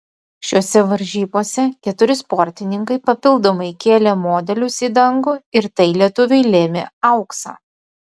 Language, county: Lithuanian, Utena